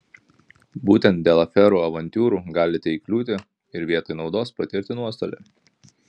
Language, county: Lithuanian, Kaunas